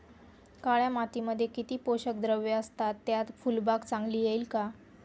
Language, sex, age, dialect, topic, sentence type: Marathi, female, 18-24, Northern Konkan, agriculture, question